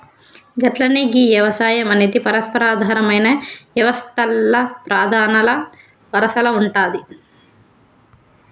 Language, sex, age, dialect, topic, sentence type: Telugu, female, 31-35, Telangana, agriculture, statement